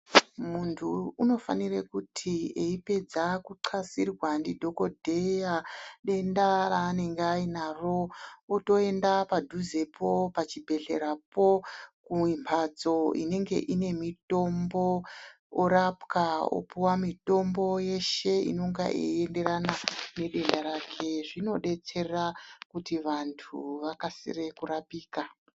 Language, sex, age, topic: Ndau, female, 36-49, health